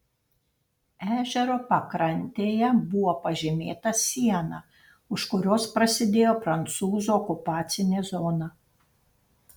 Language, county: Lithuanian, Panevėžys